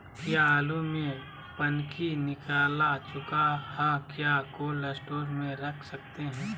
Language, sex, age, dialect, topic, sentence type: Magahi, male, 25-30, Southern, agriculture, question